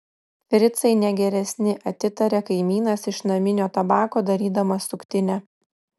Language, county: Lithuanian, Klaipėda